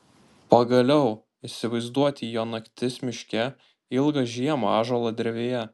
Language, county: Lithuanian, Panevėžys